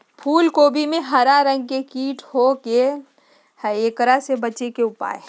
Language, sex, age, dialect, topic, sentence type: Magahi, female, 36-40, Southern, agriculture, question